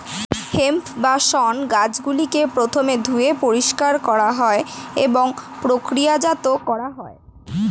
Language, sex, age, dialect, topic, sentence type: Bengali, female, <18, Standard Colloquial, agriculture, statement